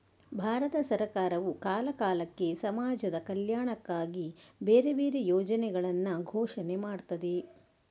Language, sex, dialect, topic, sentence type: Kannada, female, Coastal/Dakshin, banking, statement